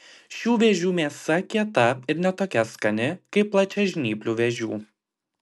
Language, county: Lithuanian, Klaipėda